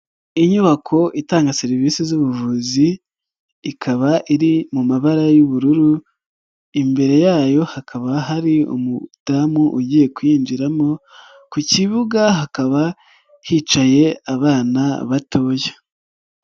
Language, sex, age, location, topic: Kinyarwanda, male, 36-49, Nyagatare, government